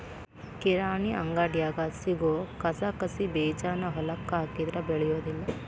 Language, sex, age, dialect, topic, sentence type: Kannada, female, 18-24, Dharwad Kannada, agriculture, statement